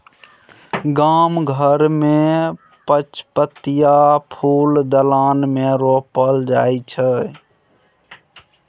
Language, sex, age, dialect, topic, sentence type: Maithili, male, 60-100, Bajjika, agriculture, statement